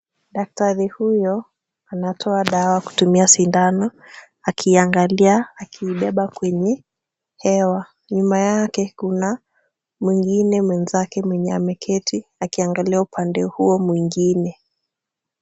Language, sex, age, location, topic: Swahili, female, 18-24, Kisumu, health